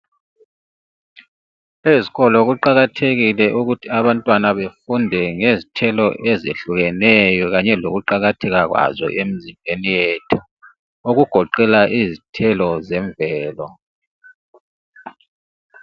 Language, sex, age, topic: North Ndebele, male, 36-49, education